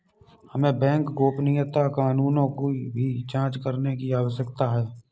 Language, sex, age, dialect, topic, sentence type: Hindi, male, 51-55, Kanauji Braj Bhasha, banking, statement